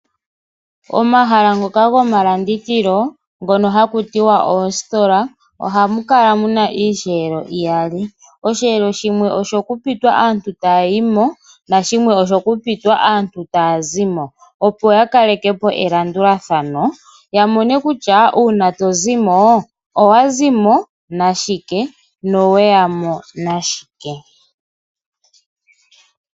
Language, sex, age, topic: Oshiwambo, male, 25-35, finance